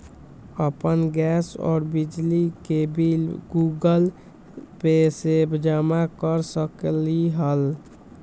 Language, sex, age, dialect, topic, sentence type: Magahi, male, 18-24, Western, banking, question